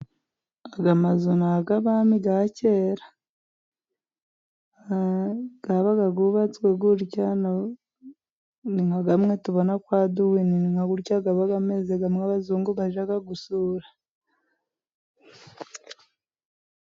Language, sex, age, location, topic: Kinyarwanda, female, 25-35, Musanze, government